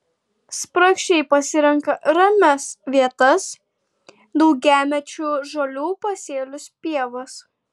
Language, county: Lithuanian, Tauragė